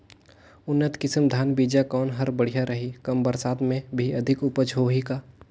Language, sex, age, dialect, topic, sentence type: Chhattisgarhi, male, 18-24, Northern/Bhandar, agriculture, question